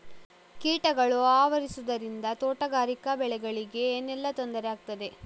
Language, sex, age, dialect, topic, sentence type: Kannada, female, 56-60, Coastal/Dakshin, agriculture, question